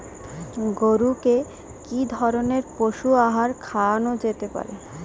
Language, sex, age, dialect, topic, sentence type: Bengali, female, 18-24, Jharkhandi, agriculture, question